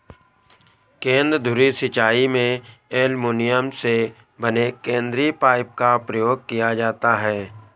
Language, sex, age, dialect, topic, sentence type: Hindi, male, 18-24, Awadhi Bundeli, agriculture, statement